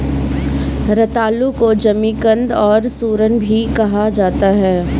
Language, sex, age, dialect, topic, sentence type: Hindi, female, 25-30, Kanauji Braj Bhasha, agriculture, statement